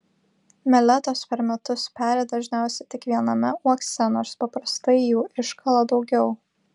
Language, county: Lithuanian, Vilnius